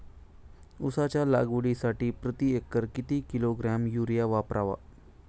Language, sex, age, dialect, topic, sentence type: Marathi, male, 25-30, Standard Marathi, agriculture, question